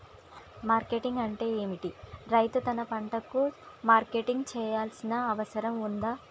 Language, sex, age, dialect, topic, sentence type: Telugu, female, 25-30, Telangana, agriculture, question